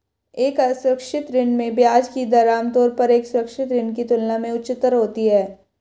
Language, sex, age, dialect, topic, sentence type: Hindi, female, 18-24, Hindustani Malvi Khadi Boli, banking, question